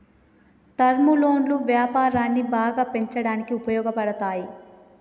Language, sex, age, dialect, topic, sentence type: Telugu, female, 25-30, Telangana, banking, statement